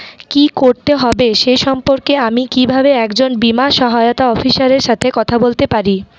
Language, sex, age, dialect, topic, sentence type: Bengali, female, 41-45, Rajbangshi, banking, question